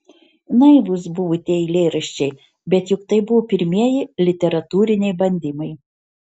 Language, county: Lithuanian, Marijampolė